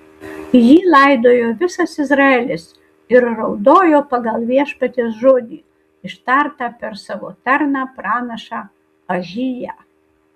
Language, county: Lithuanian, Kaunas